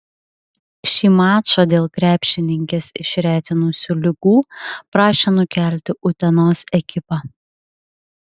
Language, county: Lithuanian, Klaipėda